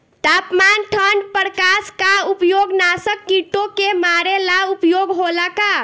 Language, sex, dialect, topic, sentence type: Bhojpuri, female, Northern, agriculture, question